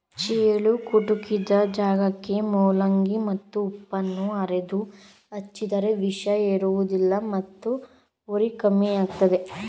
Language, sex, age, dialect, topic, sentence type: Kannada, male, 25-30, Mysore Kannada, agriculture, statement